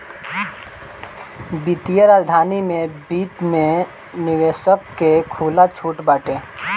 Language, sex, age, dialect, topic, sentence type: Bhojpuri, male, 18-24, Northern, banking, statement